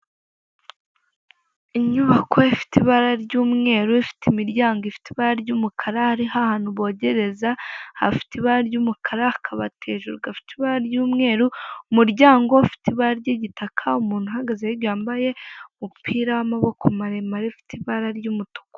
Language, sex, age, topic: Kinyarwanda, female, 18-24, finance